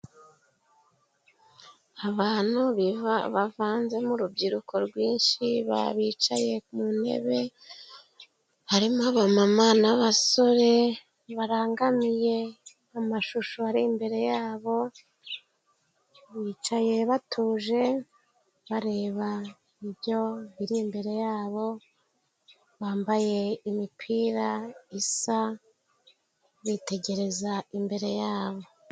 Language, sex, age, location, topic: Kinyarwanda, female, 25-35, Huye, health